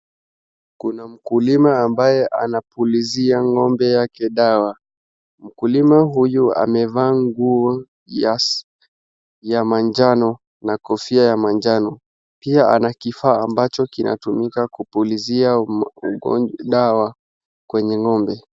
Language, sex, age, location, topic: Swahili, male, 36-49, Wajir, agriculture